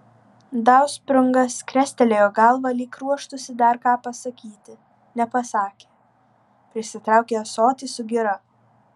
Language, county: Lithuanian, Vilnius